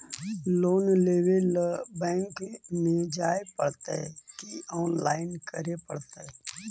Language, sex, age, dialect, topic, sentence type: Magahi, male, 41-45, Central/Standard, banking, question